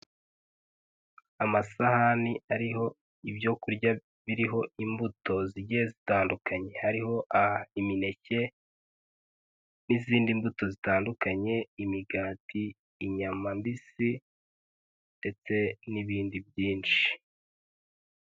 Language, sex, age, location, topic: Kinyarwanda, male, 18-24, Huye, health